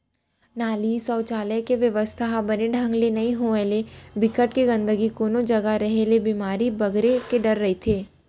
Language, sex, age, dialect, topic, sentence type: Chhattisgarhi, female, 41-45, Central, banking, statement